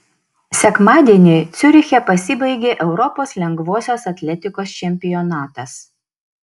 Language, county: Lithuanian, Šiauliai